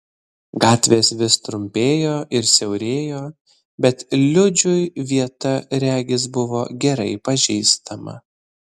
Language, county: Lithuanian, Vilnius